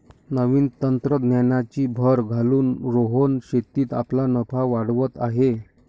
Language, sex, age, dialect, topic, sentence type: Marathi, male, 60-100, Standard Marathi, agriculture, statement